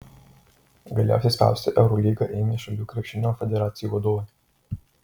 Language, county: Lithuanian, Marijampolė